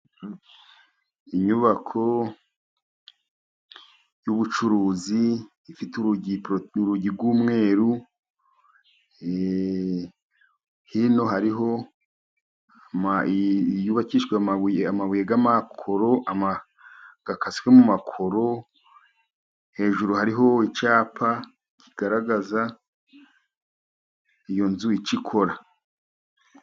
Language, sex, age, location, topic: Kinyarwanda, male, 50+, Musanze, finance